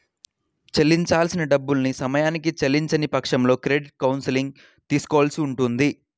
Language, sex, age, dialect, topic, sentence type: Telugu, male, 18-24, Central/Coastal, banking, statement